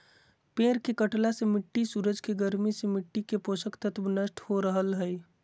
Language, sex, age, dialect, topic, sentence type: Magahi, male, 25-30, Southern, agriculture, statement